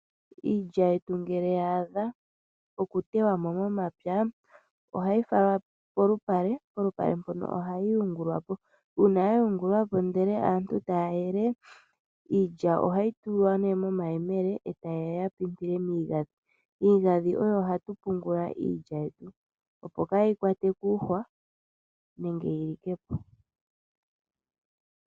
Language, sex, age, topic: Oshiwambo, male, 25-35, agriculture